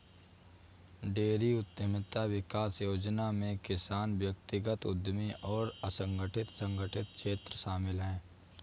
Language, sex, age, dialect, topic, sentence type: Hindi, male, 18-24, Awadhi Bundeli, agriculture, statement